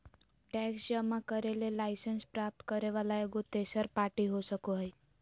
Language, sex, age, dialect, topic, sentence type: Magahi, female, 25-30, Southern, banking, statement